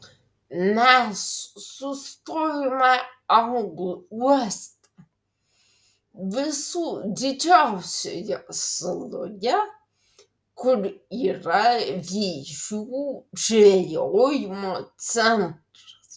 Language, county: Lithuanian, Vilnius